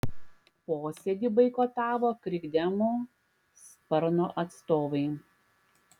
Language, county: Lithuanian, Klaipėda